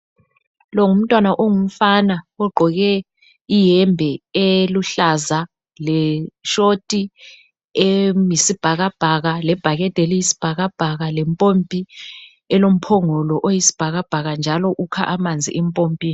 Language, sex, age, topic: North Ndebele, male, 36-49, health